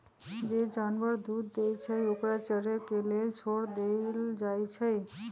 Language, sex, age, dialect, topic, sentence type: Magahi, female, 31-35, Western, agriculture, statement